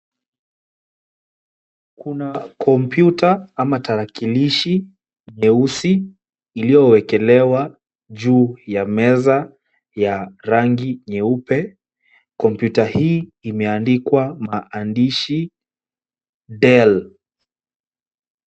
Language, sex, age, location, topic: Swahili, male, 18-24, Kisumu, education